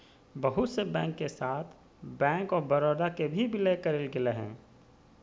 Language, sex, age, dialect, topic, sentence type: Magahi, male, 36-40, Southern, banking, statement